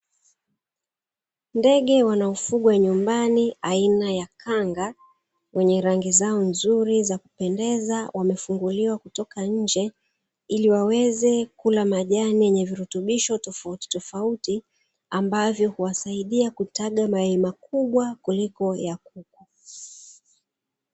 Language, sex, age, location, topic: Swahili, female, 36-49, Dar es Salaam, agriculture